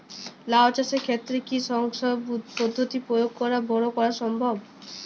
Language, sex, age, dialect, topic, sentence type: Bengali, female, <18, Jharkhandi, agriculture, question